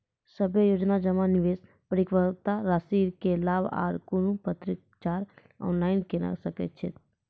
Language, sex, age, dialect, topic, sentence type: Maithili, female, 18-24, Angika, banking, question